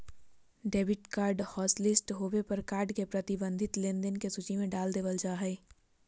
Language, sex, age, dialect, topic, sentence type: Magahi, female, 25-30, Southern, banking, statement